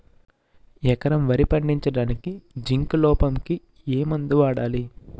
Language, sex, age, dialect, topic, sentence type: Telugu, male, 41-45, Utterandhra, agriculture, question